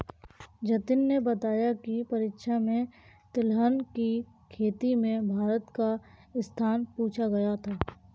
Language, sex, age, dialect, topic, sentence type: Hindi, female, 18-24, Kanauji Braj Bhasha, agriculture, statement